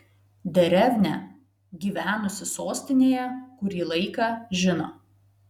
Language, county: Lithuanian, Telšiai